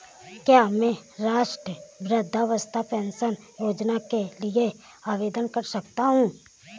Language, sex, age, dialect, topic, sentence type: Hindi, female, 18-24, Awadhi Bundeli, banking, question